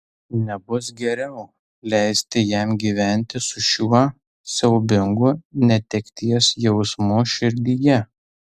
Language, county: Lithuanian, Tauragė